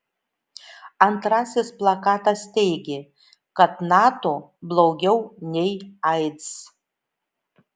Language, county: Lithuanian, Šiauliai